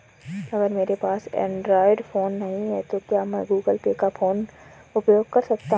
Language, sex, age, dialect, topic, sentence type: Hindi, female, 25-30, Marwari Dhudhari, banking, question